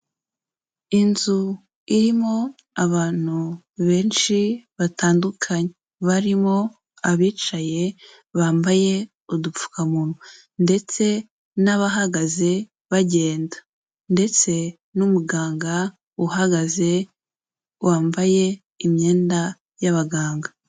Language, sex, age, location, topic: Kinyarwanda, female, 18-24, Kigali, health